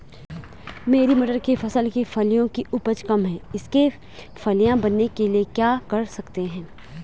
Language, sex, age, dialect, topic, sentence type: Hindi, female, 18-24, Garhwali, agriculture, question